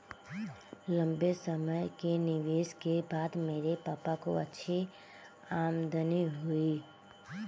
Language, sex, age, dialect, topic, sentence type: Hindi, male, 18-24, Kanauji Braj Bhasha, banking, statement